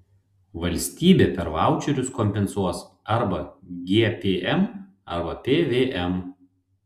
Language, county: Lithuanian, Panevėžys